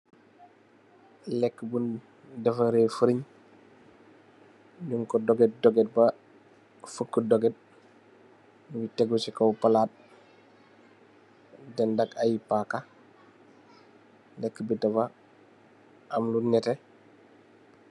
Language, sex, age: Wolof, male, 25-35